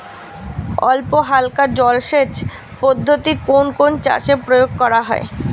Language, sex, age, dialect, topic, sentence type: Bengali, female, 25-30, Standard Colloquial, agriculture, question